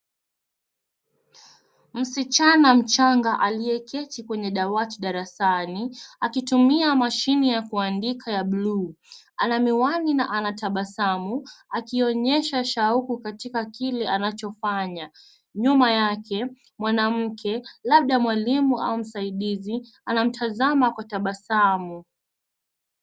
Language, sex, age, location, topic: Swahili, female, 18-24, Nairobi, education